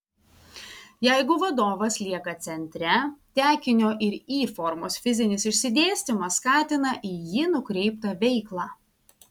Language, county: Lithuanian, Vilnius